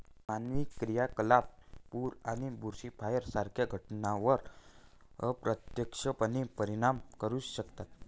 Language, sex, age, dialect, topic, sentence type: Marathi, male, 51-55, Varhadi, agriculture, statement